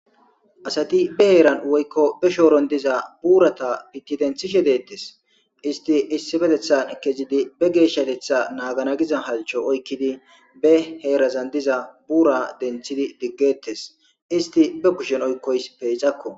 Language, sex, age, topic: Gamo, male, 25-35, government